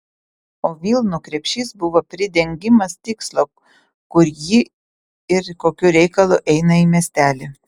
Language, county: Lithuanian, Utena